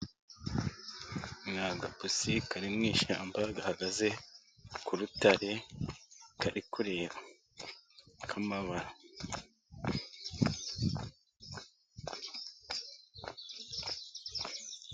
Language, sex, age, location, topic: Kinyarwanda, male, 50+, Musanze, agriculture